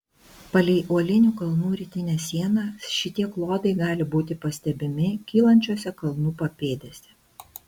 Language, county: Lithuanian, Šiauliai